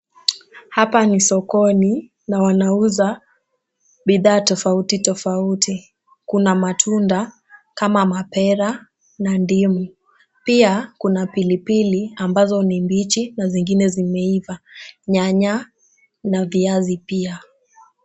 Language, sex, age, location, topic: Swahili, female, 36-49, Kisumu, finance